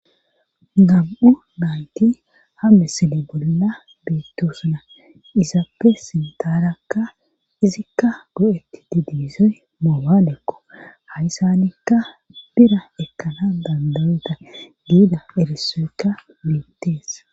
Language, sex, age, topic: Gamo, female, 18-24, government